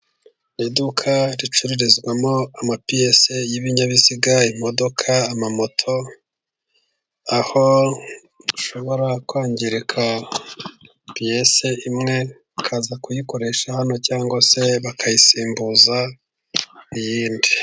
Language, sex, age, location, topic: Kinyarwanda, male, 50+, Musanze, finance